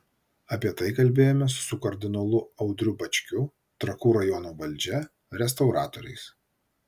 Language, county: Lithuanian, Vilnius